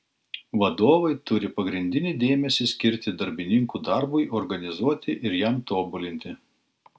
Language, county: Lithuanian, Klaipėda